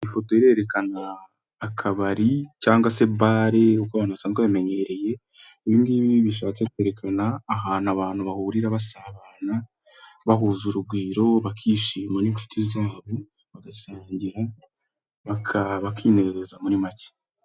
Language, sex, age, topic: Kinyarwanda, male, 18-24, finance